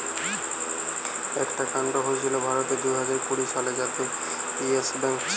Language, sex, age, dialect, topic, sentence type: Bengali, male, 18-24, Western, banking, statement